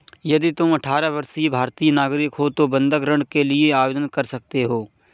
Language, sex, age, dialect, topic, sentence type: Hindi, male, 25-30, Awadhi Bundeli, banking, statement